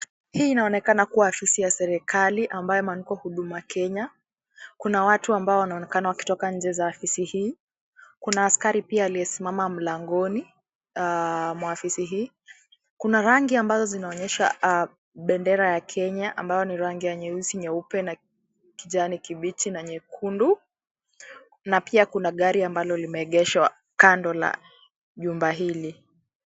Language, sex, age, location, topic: Swahili, female, 18-24, Kisii, government